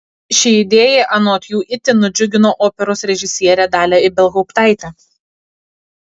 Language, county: Lithuanian, Kaunas